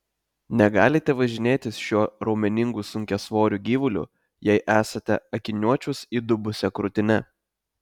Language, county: Lithuanian, Telšiai